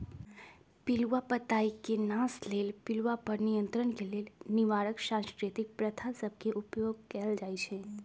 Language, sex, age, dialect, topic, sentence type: Magahi, female, 25-30, Western, agriculture, statement